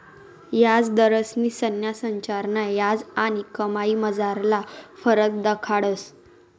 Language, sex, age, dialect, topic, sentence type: Marathi, female, 18-24, Northern Konkan, banking, statement